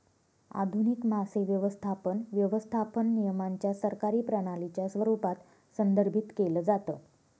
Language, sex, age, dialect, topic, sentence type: Marathi, female, 25-30, Northern Konkan, agriculture, statement